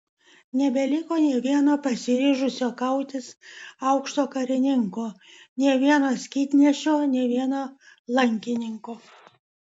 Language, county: Lithuanian, Vilnius